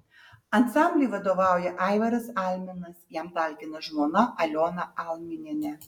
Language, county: Lithuanian, Utena